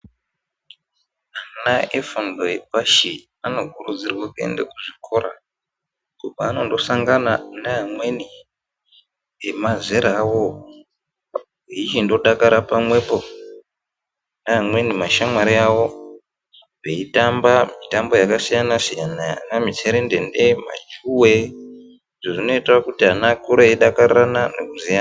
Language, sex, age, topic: Ndau, male, 18-24, education